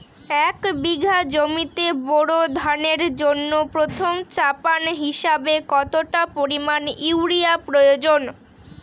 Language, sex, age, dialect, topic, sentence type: Bengali, female, 18-24, Northern/Varendri, agriculture, question